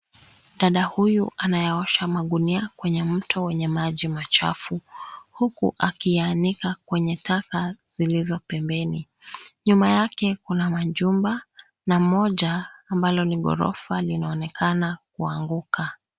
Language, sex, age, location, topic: Swahili, female, 25-35, Nairobi, government